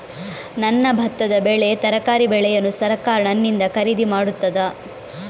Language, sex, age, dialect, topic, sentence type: Kannada, female, 18-24, Coastal/Dakshin, agriculture, question